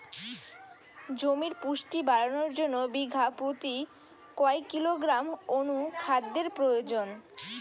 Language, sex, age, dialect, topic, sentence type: Bengali, female, 60-100, Rajbangshi, agriculture, question